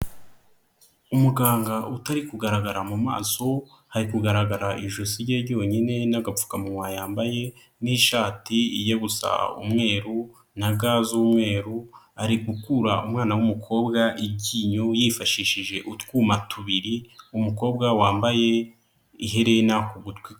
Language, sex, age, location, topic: Kinyarwanda, male, 25-35, Kigali, health